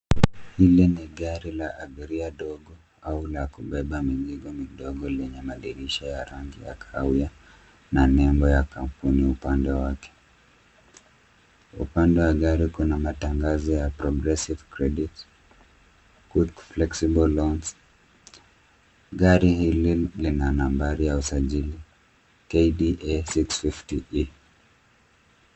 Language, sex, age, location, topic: Swahili, male, 25-35, Nairobi, finance